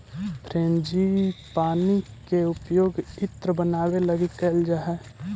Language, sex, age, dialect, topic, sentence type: Magahi, male, 18-24, Central/Standard, agriculture, statement